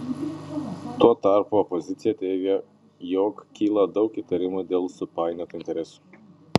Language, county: Lithuanian, Panevėžys